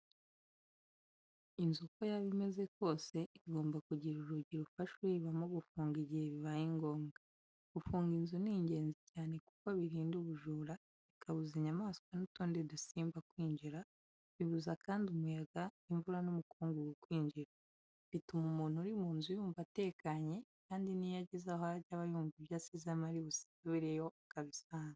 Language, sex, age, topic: Kinyarwanda, female, 25-35, education